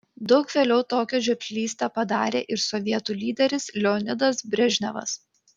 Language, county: Lithuanian, Kaunas